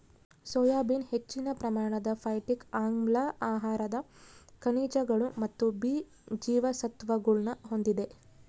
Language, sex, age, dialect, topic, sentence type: Kannada, female, 25-30, Central, agriculture, statement